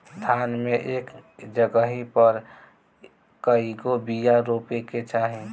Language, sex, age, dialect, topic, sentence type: Bhojpuri, male, <18, Northern, agriculture, question